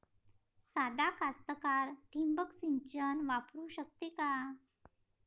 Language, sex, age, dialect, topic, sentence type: Marathi, female, 31-35, Varhadi, agriculture, question